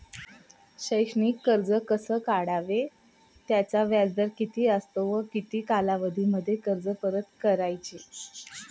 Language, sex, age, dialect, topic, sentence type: Marathi, female, 36-40, Standard Marathi, banking, question